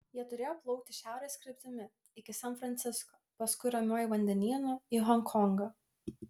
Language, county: Lithuanian, Klaipėda